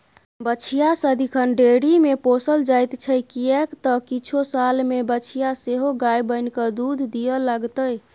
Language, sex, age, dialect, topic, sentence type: Maithili, female, 25-30, Bajjika, agriculture, statement